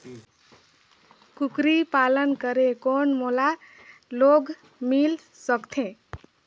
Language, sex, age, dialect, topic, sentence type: Chhattisgarhi, female, 18-24, Northern/Bhandar, banking, question